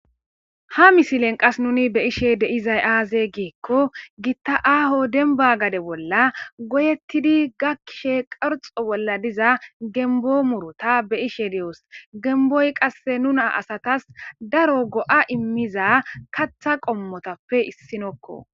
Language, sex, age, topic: Gamo, female, 18-24, agriculture